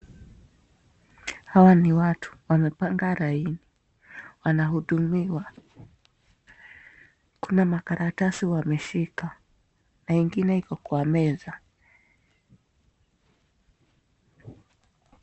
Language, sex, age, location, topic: Swahili, female, 25-35, Nakuru, government